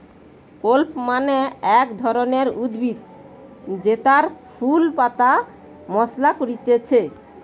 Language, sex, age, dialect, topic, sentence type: Bengali, female, 18-24, Western, agriculture, statement